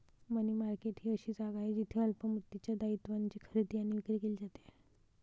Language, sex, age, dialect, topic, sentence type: Marathi, male, 18-24, Varhadi, banking, statement